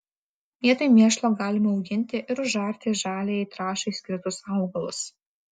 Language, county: Lithuanian, Vilnius